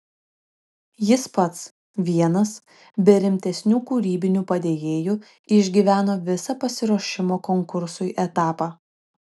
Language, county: Lithuanian, Šiauliai